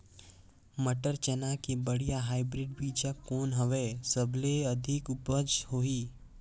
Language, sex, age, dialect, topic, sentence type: Chhattisgarhi, male, 18-24, Northern/Bhandar, agriculture, question